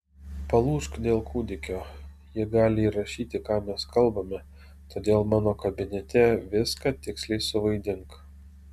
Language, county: Lithuanian, Alytus